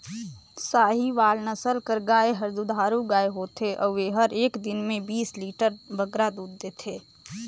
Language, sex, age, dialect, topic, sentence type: Chhattisgarhi, female, 18-24, Northern/Bhandar, agriculture, statement